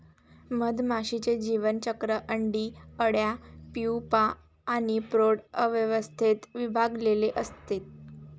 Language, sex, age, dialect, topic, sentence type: Marathi, female, 18-24, Varhadi, agriculture, statement